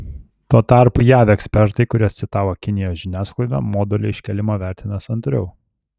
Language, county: Lithuanian, Telšiai